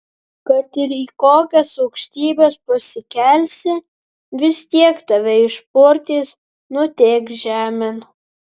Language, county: Lithuanian, Vilnius